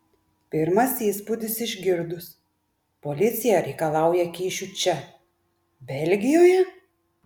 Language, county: Lithuanian, Klaipėda